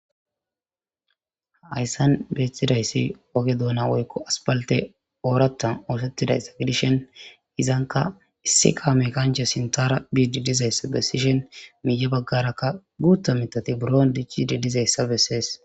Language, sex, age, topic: Gamo, female, 25-35, government